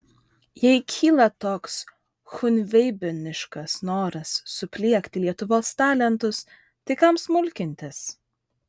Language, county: Lithuanian, Vilnius